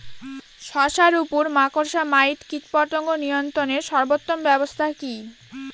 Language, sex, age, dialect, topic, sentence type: Bengali, female, 18-24, Northern/Varendri, agriculture, question